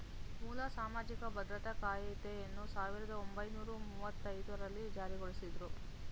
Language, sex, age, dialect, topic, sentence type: Kannada, female, 18-24, Mysore Kannada, banking, statement